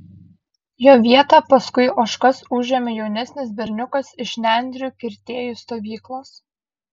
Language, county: Lithuanian, Vilnius